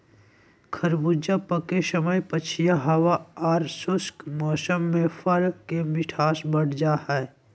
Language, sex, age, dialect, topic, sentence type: Magahi, male, 25-30, Southern, agriculture, statement